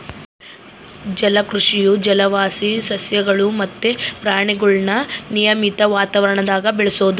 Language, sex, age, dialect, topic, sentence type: Kannada, female, 25-30, Central, agriculture, statement